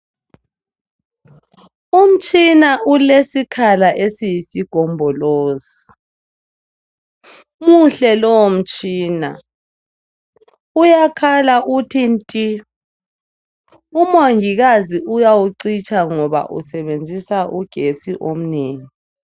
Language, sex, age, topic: North Ndebele, female, 25-35, health